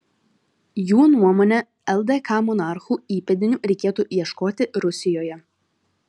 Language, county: Lithuanian, Vilnius